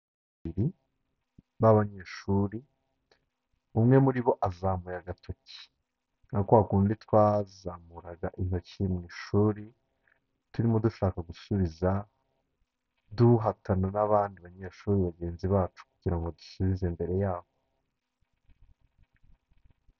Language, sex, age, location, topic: Kinyarwanda, male, 25-35, Kigali, health